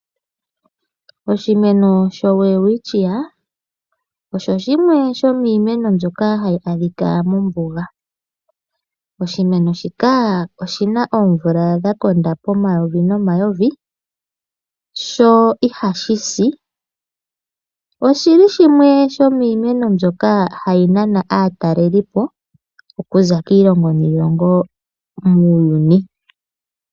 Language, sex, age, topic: Oshiwambo, female, 25-35, agriculture